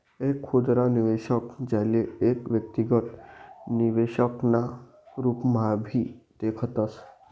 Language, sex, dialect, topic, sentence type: Marathi, male, Northern Konkan, banking, statement